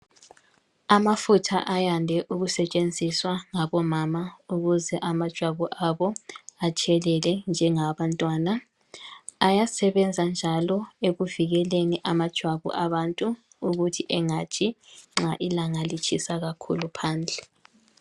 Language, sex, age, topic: North Ndebele, female, 18-24, health